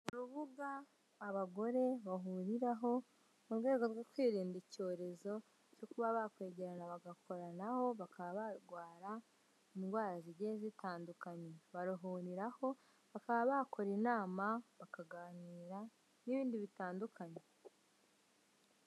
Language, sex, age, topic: Kinyarwanda, female, 25-35, finance